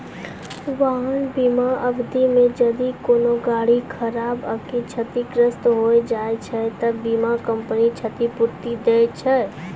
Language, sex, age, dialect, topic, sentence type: Maithili, female, 18-24, Angika, banking, statement